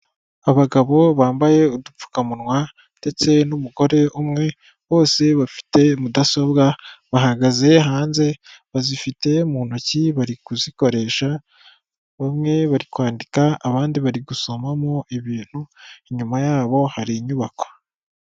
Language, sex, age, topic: Kinyarwanda, male, 18-24, government